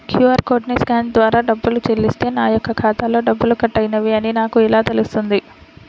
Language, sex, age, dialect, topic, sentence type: Telugu, female, 60-100, Central/Coastal, banking, question